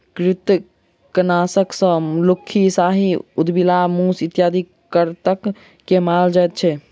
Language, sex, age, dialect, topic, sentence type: Maithili, male, 51-55, Southern/Standard, agriculture, statement